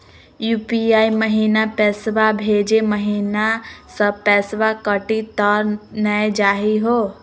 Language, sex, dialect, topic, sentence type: Magahi, female, Southern, banking, question